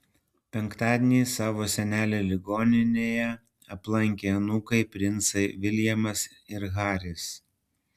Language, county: Lithuanian, Panevėžys